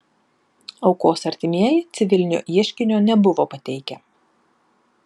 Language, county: Lithuanian, Panevėžys